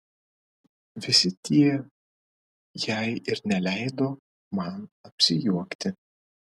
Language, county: Lithuanian, Vilnius